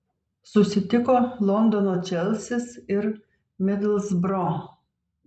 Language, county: Lithuanian, Vilnius